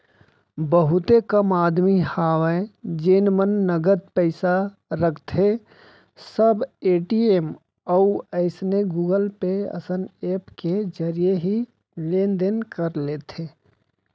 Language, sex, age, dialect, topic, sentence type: Chhattisgarhi, male, 36-40, Central, banking, statement